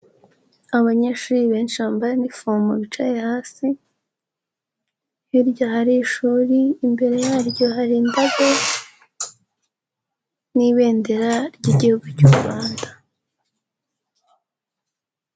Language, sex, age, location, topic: Kinyarwanda, female, 18-24, Huye, education